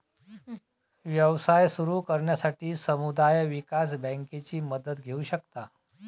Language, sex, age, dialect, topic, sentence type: Marathi, female, 18-24, Varhadi, banking, statement